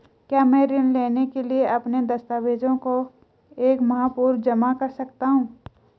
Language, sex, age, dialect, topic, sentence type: Hindi, female, 25-30, Garhwali, banking, question